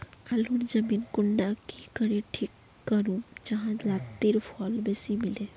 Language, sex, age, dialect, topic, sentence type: Magahi, female, 25-30, Northeastern/Surjapuri, agriculture, question